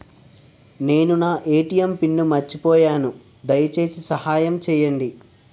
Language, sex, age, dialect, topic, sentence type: Telugu, male, 46-50, Utterandhra, banking, statement